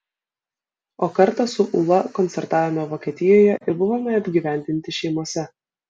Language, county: Lithuanian, Vilnius